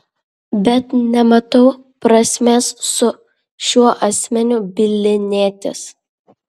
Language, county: Lithuanian, Vilnius